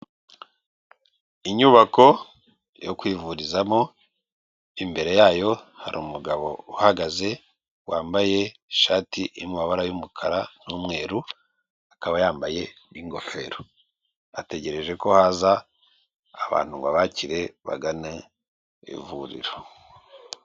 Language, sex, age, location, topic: Kinyarwanda, male, 36-49, Kigali, government